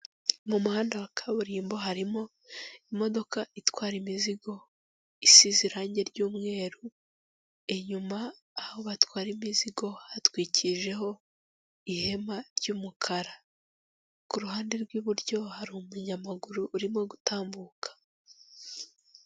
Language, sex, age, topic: Kinyarwanda, female, 18-24, government